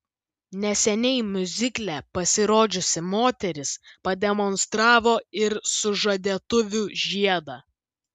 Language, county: Lithuanian, Vilnius